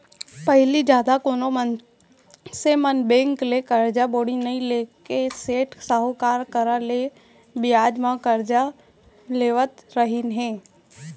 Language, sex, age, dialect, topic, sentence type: Chhattisgarhi, female, 18-24, Central, banking, statement